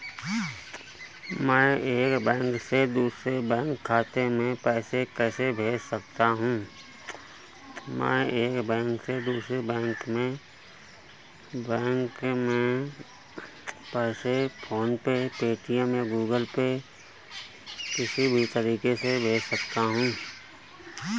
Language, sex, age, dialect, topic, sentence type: Hindi, male, 31-35, Awadhi Bundeli, banking, question